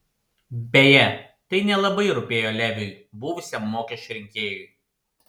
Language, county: Lithuanian, Panevėžys